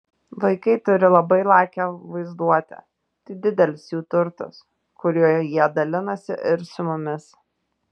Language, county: Lithuanian, Tauragė